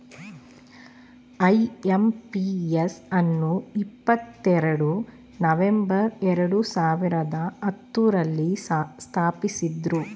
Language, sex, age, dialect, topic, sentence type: Kannada, female, 25-30, Mysore Kannada, banking, statement